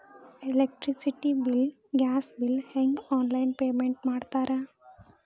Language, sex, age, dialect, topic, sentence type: Kannada, female, 18-24, Dharwad Kannada, banking, statement